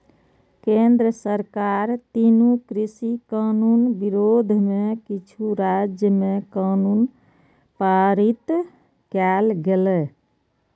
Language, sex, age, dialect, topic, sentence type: Maithili, female, 18-24, Eastern / Thethi, agriculture, statement